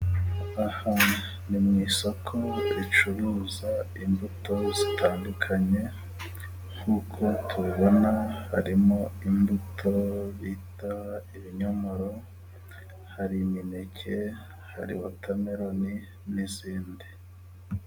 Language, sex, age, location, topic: Kinyarwanda, male, 36-49, Musanze, finance